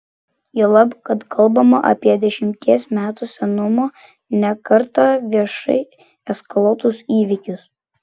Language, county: Lithuanian, Klaipėda